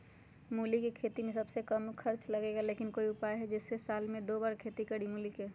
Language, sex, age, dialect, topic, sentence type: Magahi, female, 31-35, Western, agriculture, question